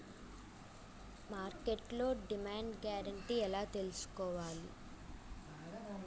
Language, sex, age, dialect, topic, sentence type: Telugu, female, 18-24, Utterandhra, agriculture, question